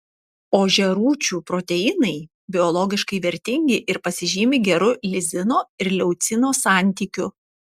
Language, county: Lithuanian, Panevėžys